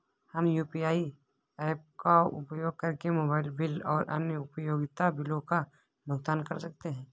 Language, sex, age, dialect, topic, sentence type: Hindi, male, 25-30, Awadhi Bundeli, banking, statement